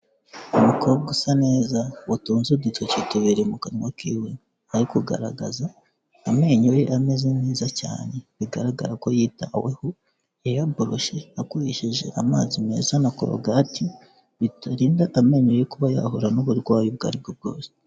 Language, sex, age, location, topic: Kinyarwanda, male, 18-24, Kigali, health